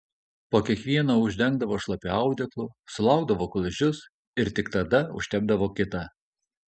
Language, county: Lithuanian, Kaunas